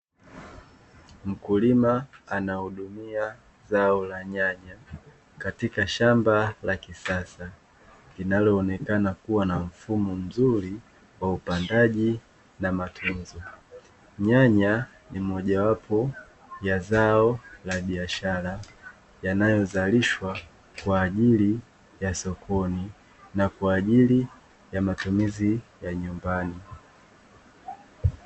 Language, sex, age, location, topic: Swahili, male, 25-35, Dar es Salaam, agriculture